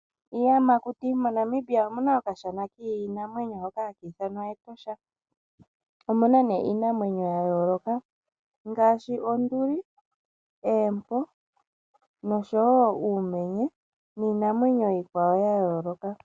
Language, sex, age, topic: Oshiwambo, male, 25-35, agriculture